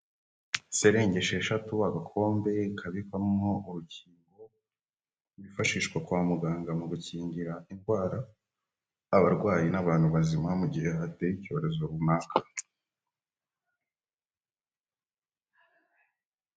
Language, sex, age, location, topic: Kinyarwanda, male, 18-24, Huye, health